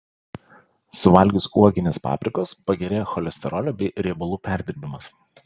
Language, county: Lithuanian, Panevėžys